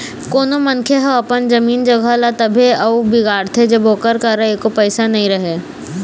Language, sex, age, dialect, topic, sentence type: Chhattisgarhi, female, 18-24, Eastern, banking, statement